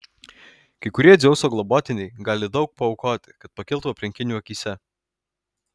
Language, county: Lithuanian, Alytus